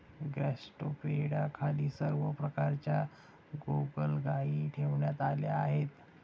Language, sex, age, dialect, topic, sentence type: Marathi, male, 60-100, Standard Marathi, agriculture, statement